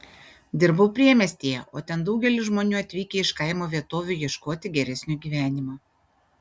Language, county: Lithuanian, Šiauliai